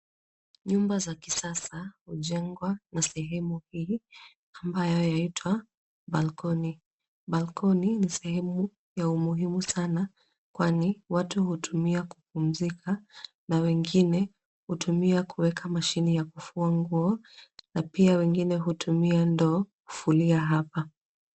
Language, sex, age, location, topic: Swahili, female, 25-35, Nairobi, finance